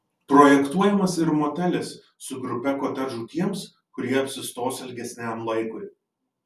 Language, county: Lithuanian, Marijampolė